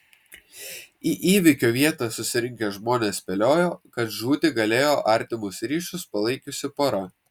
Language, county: Lithuanian, Vilnius